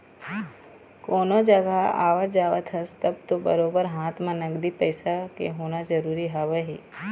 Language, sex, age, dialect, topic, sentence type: Chhattisgarhi, female, 25-30, Eastern, banking, statement